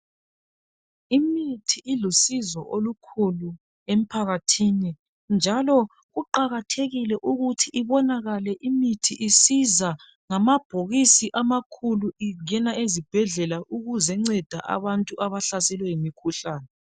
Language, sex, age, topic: North Ndebele, female, 36-49, health